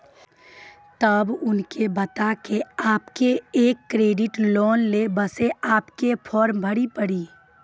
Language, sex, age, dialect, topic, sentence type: Maithili, female, 18-24, Angika, banking, question